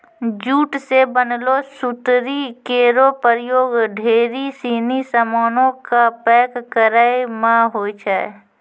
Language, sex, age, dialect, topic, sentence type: Maithili, female, 18-24, Angika, agriculture, statement